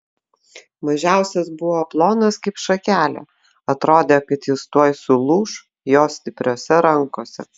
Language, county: Lithuanian, Vilnius